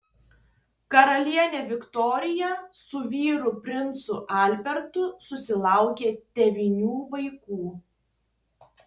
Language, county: Lithuanian, Tauragė